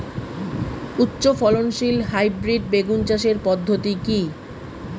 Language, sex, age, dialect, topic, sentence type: Bengali, female, 36-40, Rajbangshi, agriculture, question